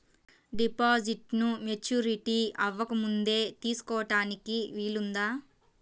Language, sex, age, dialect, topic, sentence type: Telugu, female, 18-24, Central/Coastal, banking, question